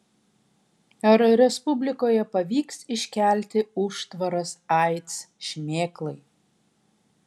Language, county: Lithuanian, Kaunas